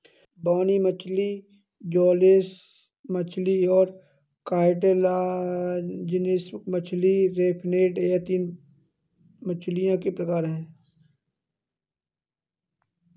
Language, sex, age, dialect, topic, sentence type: Hindi, male, 25-30, Kanauji Braj Bhasha, agriculture, statement